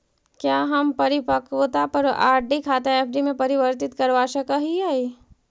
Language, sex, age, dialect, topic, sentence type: Magahi, female, 51-55, Central/Standard, banking, statement